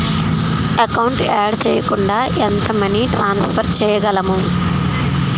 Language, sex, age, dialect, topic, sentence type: Telugu, female, 31-35, Utterandhra, banking, question